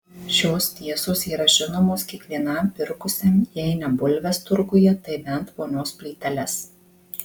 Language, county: Lithuanian, Marijampolė